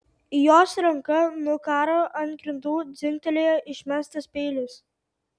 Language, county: Lithuanian, Tauragė